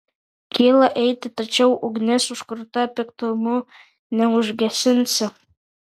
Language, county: Lithuanian, Kaunas